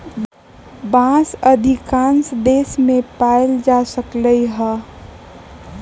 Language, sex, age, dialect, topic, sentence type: Magahi, female, 18-24, Western, agriculture, statement